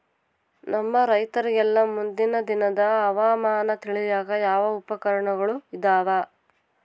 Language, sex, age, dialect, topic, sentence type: Kannada, female, 18-24, Central, agriculture, question